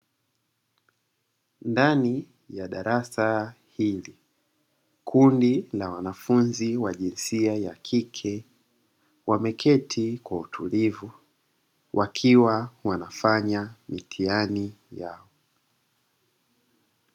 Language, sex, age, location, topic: Swahili, male, 36-49, Dar es Salaam, education